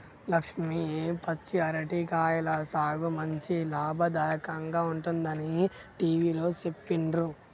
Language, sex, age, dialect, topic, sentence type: Telugu, female, 18-24, Telangana, agriculture, statement